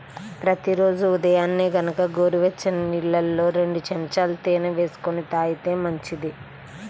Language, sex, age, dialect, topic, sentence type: Telugu, male, 36-40, Central/Coastal, agriculture, statement